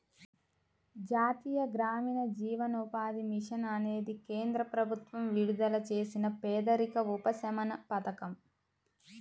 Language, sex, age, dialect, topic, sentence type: Telugu, female, 25-30, Central/Coastal, banking, statement